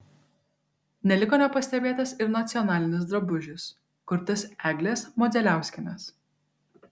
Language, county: Lithuanian, Kaunas